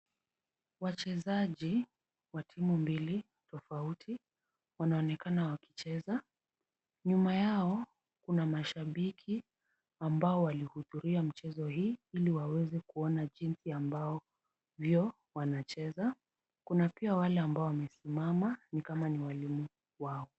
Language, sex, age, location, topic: Swahili, female, 18-24, Kisumu, government